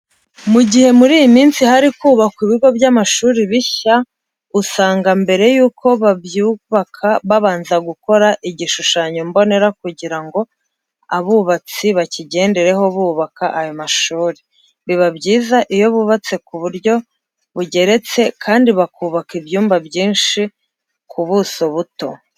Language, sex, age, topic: Kinyarwanda, female, 25-35, education